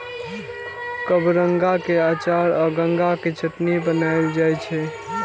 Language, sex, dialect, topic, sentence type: Maithili, male, Eastern / Thethi, agriculture, statement